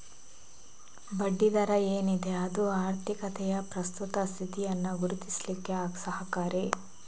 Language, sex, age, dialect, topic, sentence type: Kannada, female, 41-45, Coastal/Dakshin, banking, statement